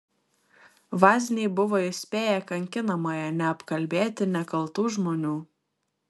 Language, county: Lithuanian, Klaipėda